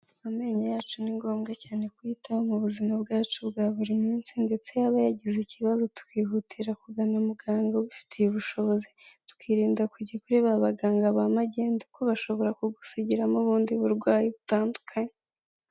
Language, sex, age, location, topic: Kinyarwanda, female, 18-24, Kigali, health